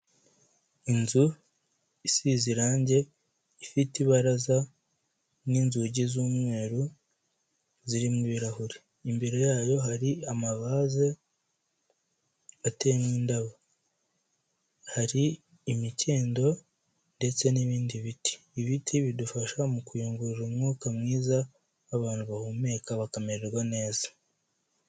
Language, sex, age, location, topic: Kinyarwanda, male, 18-24, Kigali, health